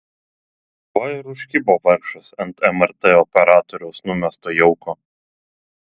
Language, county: Lithuanian, Telšiai